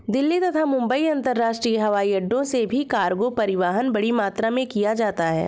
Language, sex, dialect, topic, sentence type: Hindi, female, Hindustani Malvi Khadi Boli, banking, statement